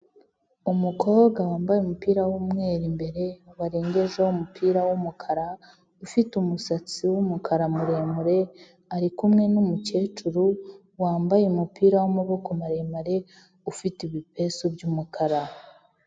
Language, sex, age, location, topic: Kinyarwanda, female, 25-35, Huye, health